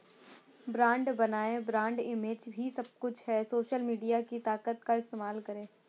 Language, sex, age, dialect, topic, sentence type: Hindi, female, 18-24, Awadhi Bundeli, agriculture, statement